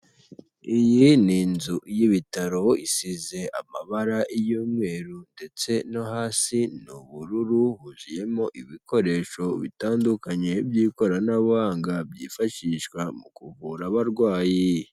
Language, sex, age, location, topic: Kinyarwanda, male, 18-24, Kigali, health